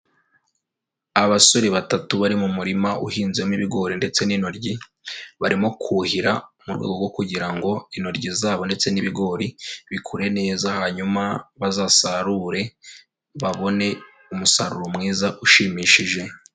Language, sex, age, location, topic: Kinyarwanda, female, 25-35, Kigali, agriculture